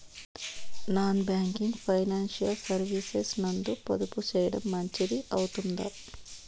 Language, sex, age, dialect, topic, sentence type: Telugu, female, 25-30, Southern, banking, question